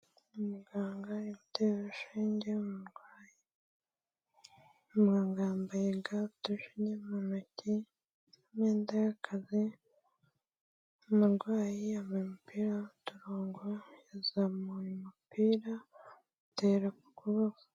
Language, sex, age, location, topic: Kinyarwanda, female, 18-24, Kigali, health